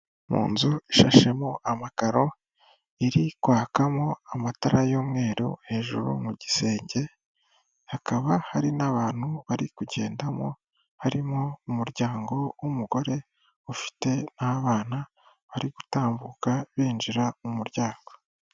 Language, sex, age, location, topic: Kinyarwanda, female, 25-35, Kigali, finance